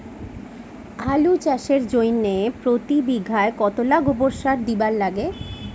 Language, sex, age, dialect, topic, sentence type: Bengali, female, 36-40, Rajbangshi, agriculture, question